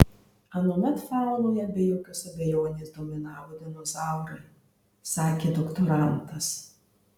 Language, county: Lithuanian, Marijampolė